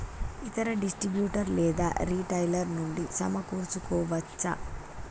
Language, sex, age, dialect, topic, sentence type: Telugu, female, 25-30, Telangana, agriculture, question